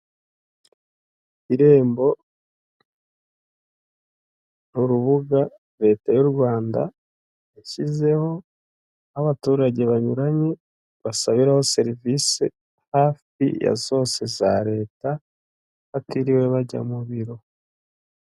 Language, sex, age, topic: Kinyarwanda, male, 25-35, government